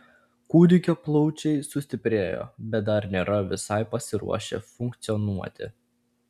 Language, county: Lithuanian, Klaipėda